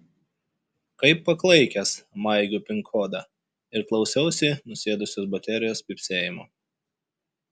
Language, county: Lithuanian, Šiauliai